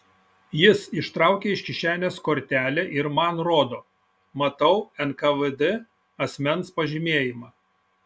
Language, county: Lithuanian, Šiauliai